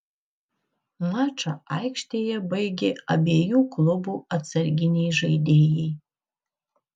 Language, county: Lithuanian, Kaunas